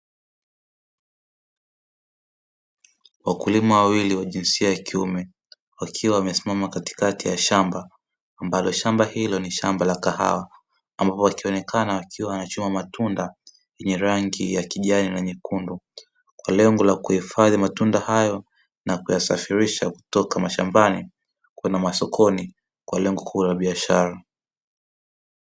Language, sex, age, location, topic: Swahili, male, 18-24, Dar es Salaam, agriculture